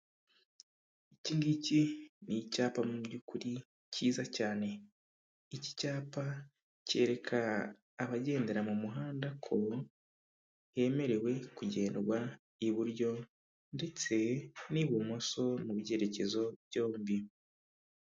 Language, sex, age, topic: Kinyarwanda, male, 25-35, government